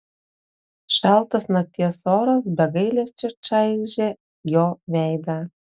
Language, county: Lithuanian, Telšiai